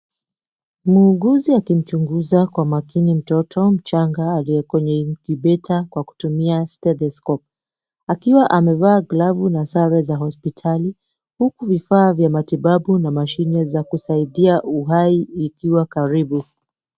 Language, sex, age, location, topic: Swahili, female, 25-35, Mombasa, health